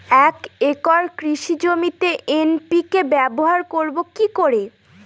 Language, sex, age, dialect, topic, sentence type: Bengali, female, 18-24, Northern/Varendri, agriculture, question